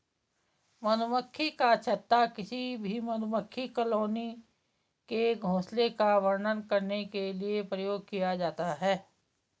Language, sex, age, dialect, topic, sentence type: Hindi, female, 56-60, Garhwali, agriculture, statement